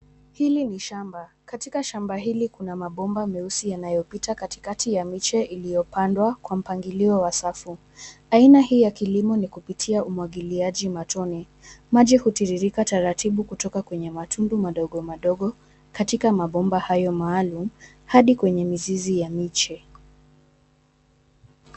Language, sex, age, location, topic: Swahili, female, 18-24, Nairobi, agriculture